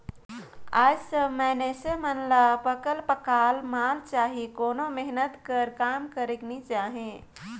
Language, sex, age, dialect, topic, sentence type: Chhattisgarhi, female, 25-30, Northern/Bhandar, agriculture, statement